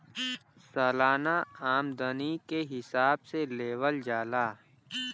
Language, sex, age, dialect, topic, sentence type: Bhojpuri, male, 18-24, Western, banking, statement